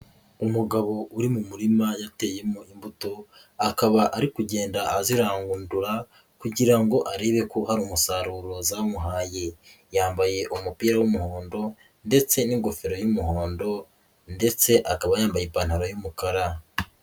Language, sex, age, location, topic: Kinyarwanda, female, 18-24, Huye, agriculture